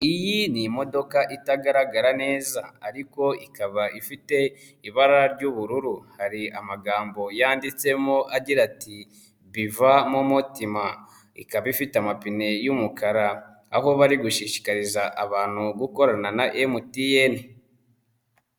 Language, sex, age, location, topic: Kinyarwanda, male, 18-24, Nyagatare, finance